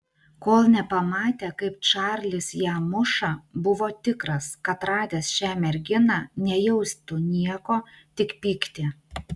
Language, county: Lithuanian, Utena